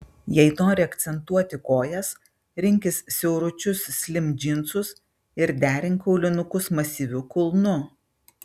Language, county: Lithuanian, Vilnius